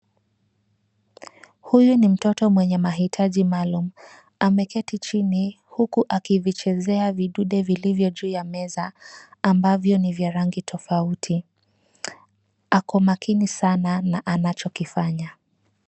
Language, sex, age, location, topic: Swahili, female, 25-35, Nairobi, education